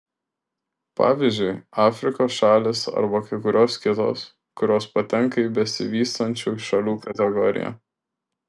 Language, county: Lithuanian, Šiauliai